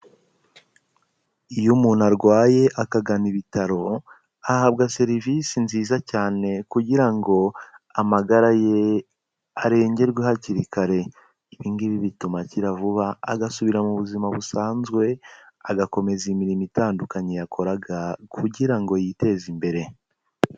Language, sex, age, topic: Kinyarwanda, male, 18-24, health